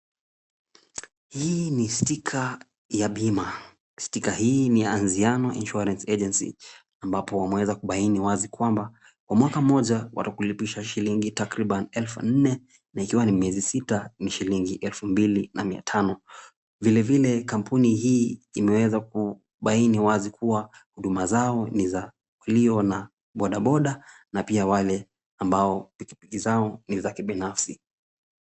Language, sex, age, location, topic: Swahili, male, 25-35, Kisumu, finance